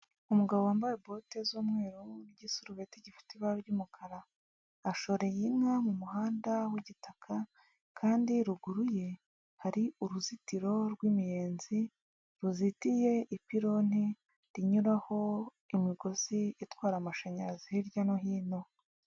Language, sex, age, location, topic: Kinyarwanda, female, 36-49, Huye, agriculture